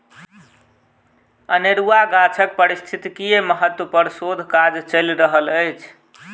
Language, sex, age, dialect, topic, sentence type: Maithili, male, 25-30, Southern/Standard, agriculture, statement